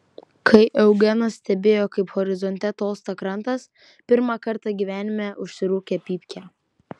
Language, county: Lithuanian, Vilnius